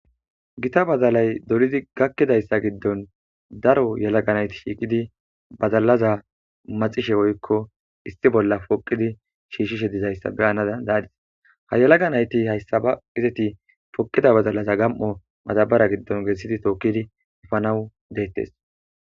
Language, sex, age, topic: Gamo, male, 18-24, agriculture